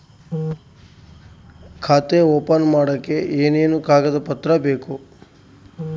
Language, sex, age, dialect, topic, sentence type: Kannada, male, 31-35, Central, banking, question